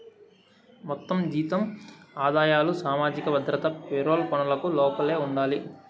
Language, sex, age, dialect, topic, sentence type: Telugu, male, 18-24, Southern, banking, statement